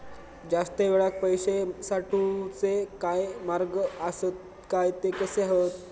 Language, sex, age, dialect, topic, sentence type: Marathi, male, 36-40, Southern Konkan, banking, question